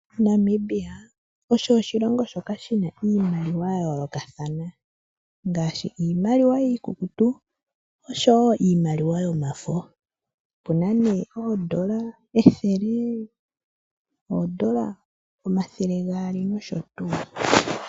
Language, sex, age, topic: Oshiwambo, male, 25-35, finance